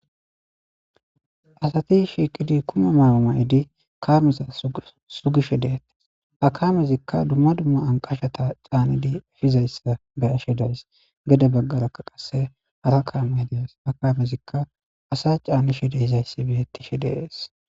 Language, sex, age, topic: Gamo, male, 25-35, government